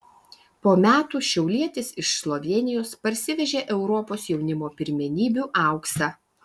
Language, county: Lithuanian, Vilnius